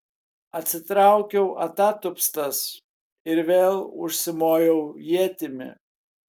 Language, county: Lithuanian, Kaunas